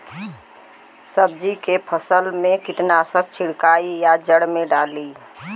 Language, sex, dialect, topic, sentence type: Bhojpuri, female, Western, agriculture, question